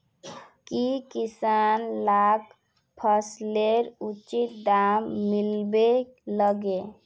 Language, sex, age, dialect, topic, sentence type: Magahi, female, 18-24, Northeastern/Surjapuri, agriculture, question